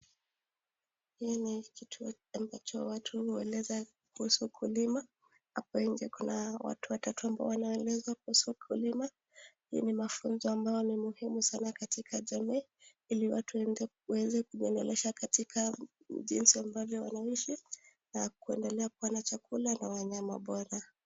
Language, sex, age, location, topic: Swahili, female, 18-24, Nakuru, agriculture